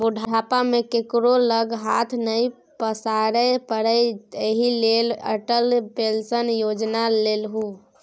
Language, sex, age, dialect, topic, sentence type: Maithili, female, 18-24, Bajjika, banking, statement